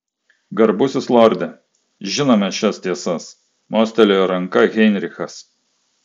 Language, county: Lithuanian, Klaipėda